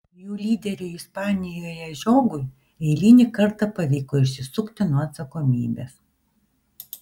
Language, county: Lithuanian, Vilnius